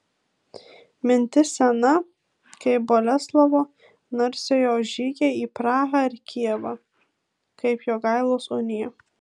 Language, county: Lithuanian, Marijampolė